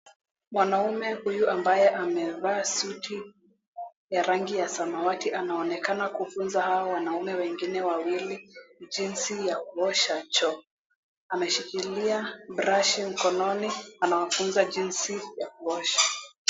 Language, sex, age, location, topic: Swahili, female, 18-24, Mombasa, health